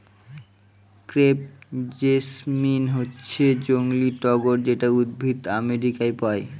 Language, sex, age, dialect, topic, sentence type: Bengali, male, 18-24, Northern/Varendri, agriculture, statement